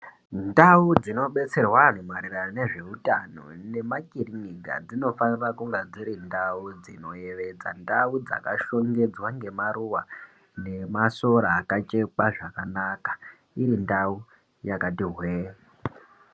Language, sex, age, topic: Ndau, male, 18-24, health